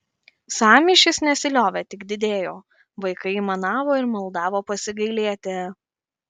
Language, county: Lithuanian, Kaunas